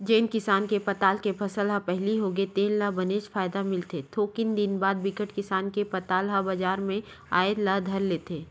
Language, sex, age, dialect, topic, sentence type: Chhattisgarhi, female, 31-35, Western/Budati/Khatahi, agriculture, statement